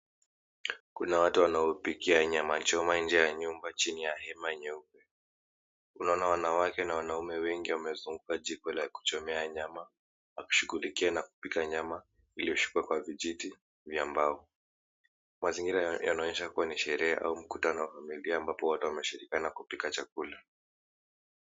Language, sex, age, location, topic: Swahili, male, 18-24, Mombasa, agriculture